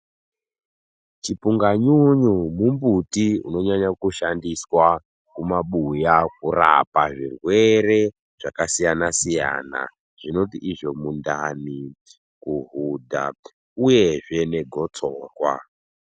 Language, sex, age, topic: Ndau, male, 18-24, health